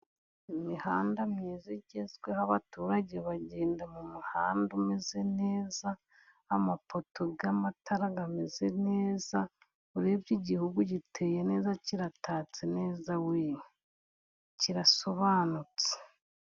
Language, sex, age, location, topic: Kinyarwanda, female, 50+, Musanze, finance